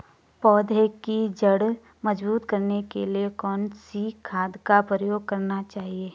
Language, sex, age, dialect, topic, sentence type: Hindi, female, 25-30, Garhwali, agriculture, question